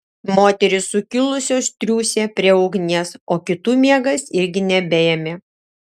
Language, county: Lithuanian, Šiauliai